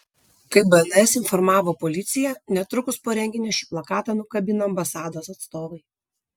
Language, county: Lithuanian, Vilnius